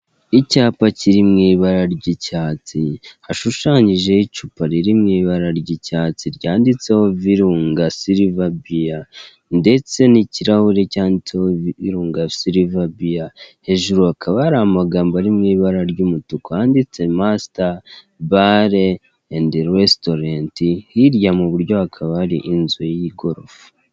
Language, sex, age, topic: Kinyarwanda, male, 18-24, finance